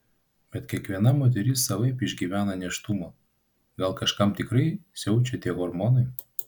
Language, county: Lithuanian, Vilnius